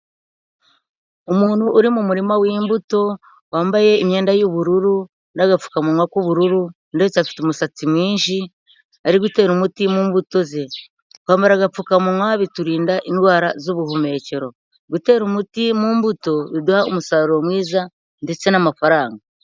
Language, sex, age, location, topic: Kinyarwanda, female, 50+, Nyagatare, agriculture